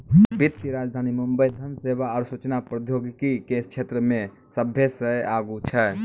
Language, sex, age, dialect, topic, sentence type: Maithili, male, 18-24, Angika, banking, statement